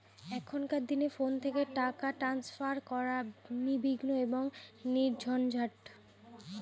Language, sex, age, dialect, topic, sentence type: Bengali, female, 25-30, Rajbangshi, banking, question